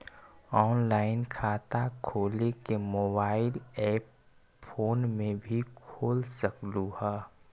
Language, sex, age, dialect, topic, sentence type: Magahi, male, 25-30, Western, banking, question